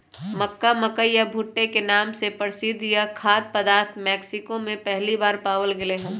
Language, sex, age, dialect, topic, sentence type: Magahi, male, 18-24, Western, agriculture, statement